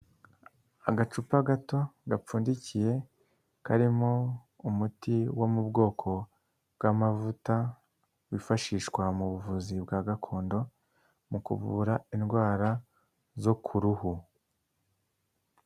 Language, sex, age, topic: Kinyarwanda, male, 18-24, health